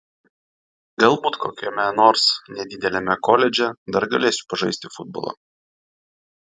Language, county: Lithuanian, Vilnius